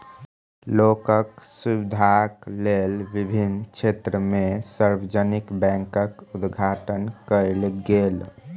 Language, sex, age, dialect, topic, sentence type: Maithili, male, 18-24, Southern/Standard, banking, statement